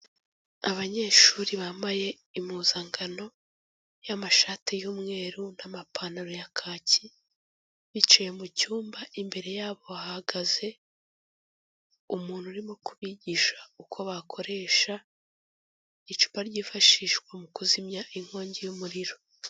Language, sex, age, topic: Kinyarwanda, female, 18-24, government